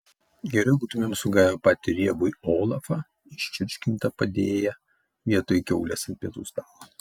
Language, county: Lithuanian, Kaunas